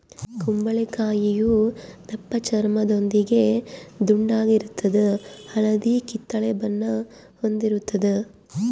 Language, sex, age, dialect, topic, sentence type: Kannada, female, 36-40, Central, agriculture, statement